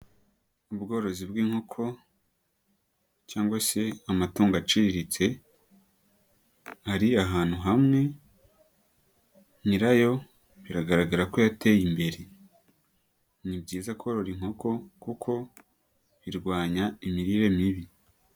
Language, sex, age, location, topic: Kinyarwanda, female, 18-24, Nyagatare, agriculture